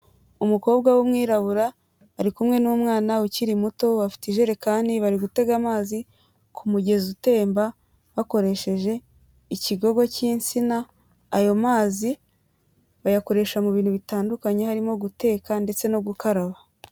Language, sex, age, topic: Kinyarwanda, female, 18-24, health